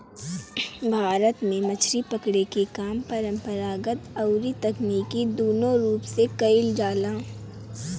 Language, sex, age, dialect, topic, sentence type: Bhojpuri, male, 18-24, Northern, agriculture, statement